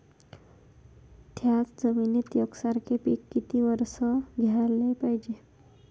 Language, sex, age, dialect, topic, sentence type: Marathi, female, 56-60, Varhadi, agriculture, question